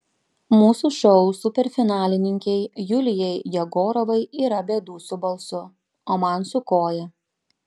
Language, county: Lithuanian, Panevėžys